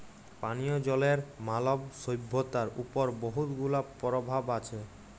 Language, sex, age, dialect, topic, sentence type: Bengali, male, 25-30, Jharkhandi, agriculture, statement